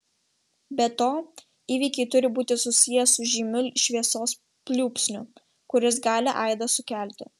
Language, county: Lithuanian, Vilnius